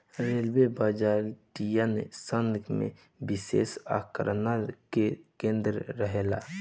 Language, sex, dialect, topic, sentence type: Bhojpuri, male, Southern / Standard, banking, statement